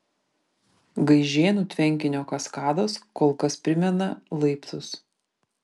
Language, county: Lithuanian, Vilnius